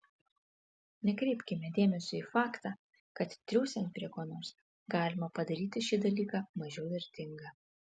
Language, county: Lithuanian, Kaunas